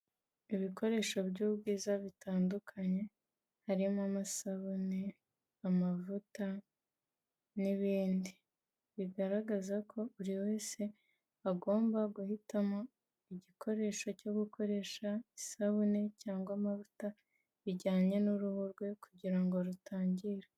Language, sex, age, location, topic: Kinyarwanda, female, 25-35, Kigali, health